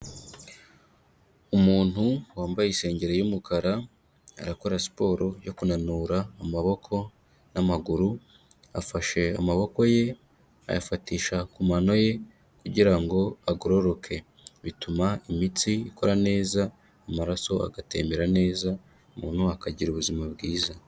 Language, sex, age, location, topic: Kinyarwanda, male, 25-35, Kigali, health